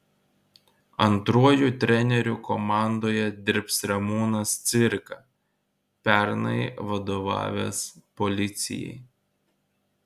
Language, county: Lithuanian, Kaunas